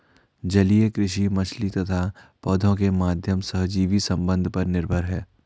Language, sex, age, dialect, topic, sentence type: Hindi, male, 41-45, Garhwali, agriculture, statement